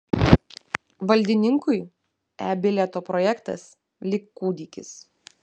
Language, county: Lithuanian, Vilnius